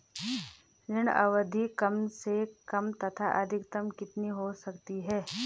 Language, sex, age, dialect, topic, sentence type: Hindi, female, 31-35, Garhwali, banking, question